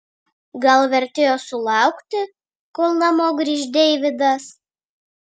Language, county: Lithuanian, Vilnius